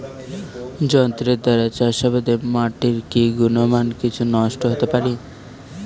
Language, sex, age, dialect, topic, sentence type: Bengali, male, 18-24, Northern/Varendri, agriculture, question